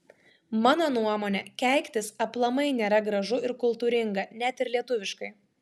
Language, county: Lithuanian, Klaipėda